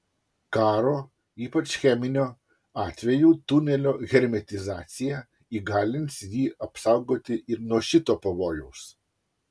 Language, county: Lithuanian, Utena